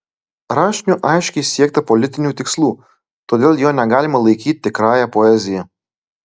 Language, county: Lithuanian, Klaipėda